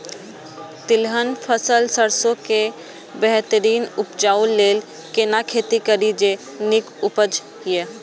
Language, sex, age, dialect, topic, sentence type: Maithili, male, 18-24, Eastern / Thethi, agriculture, question